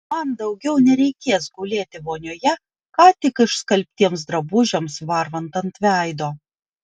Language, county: Lithuanian, Vilnius